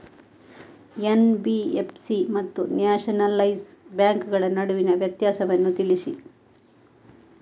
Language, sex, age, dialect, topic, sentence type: Kannada, female, 25-30, Coastal/Dakshin, banking, question